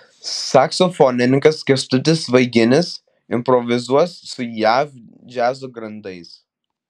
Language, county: Lithuanian, Vilnius